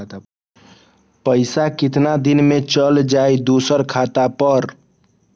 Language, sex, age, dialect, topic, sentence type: Magahi, male, 18-24, Western, banking, question